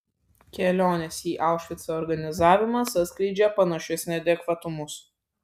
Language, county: Lithuanian, Vilnius